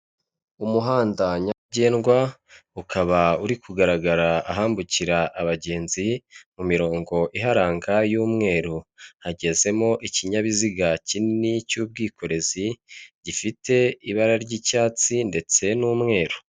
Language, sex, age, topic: Kinyarwanda, male, 25-35, government